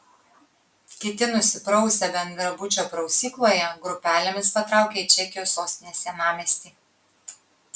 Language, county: Lithuanian, Kaunas